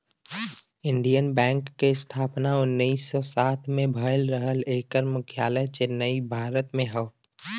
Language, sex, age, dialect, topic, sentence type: Bhojpuri, male, 25-30, Western, banking, statement